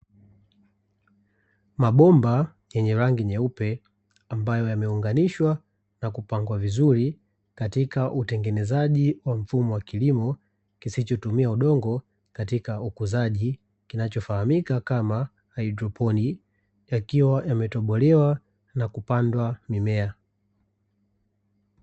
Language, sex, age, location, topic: Swahili, male, 25-35, Dar es Salaam, agriculture